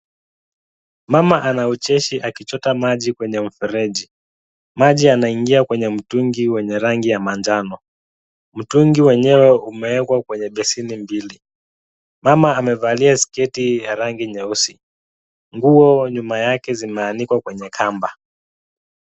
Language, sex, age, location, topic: Swahili, male, 25-35, Kisumu, health